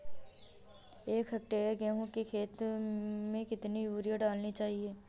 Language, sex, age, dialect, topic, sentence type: Hindi, female, 31-35, Awadhi Bundeli, agriculture, question